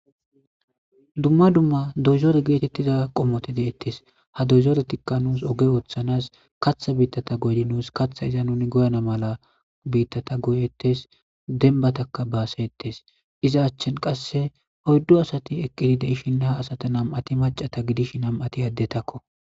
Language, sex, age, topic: Gamo, male, 25-35, government